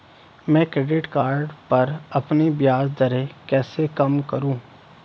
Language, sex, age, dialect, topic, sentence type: Hindi, male, 36-40, Hindustani Malvi Khadi Boli, banking, question